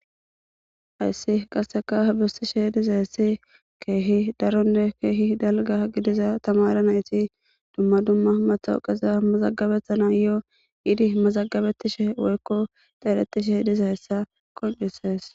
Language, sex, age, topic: Gamo, female, 18-24, government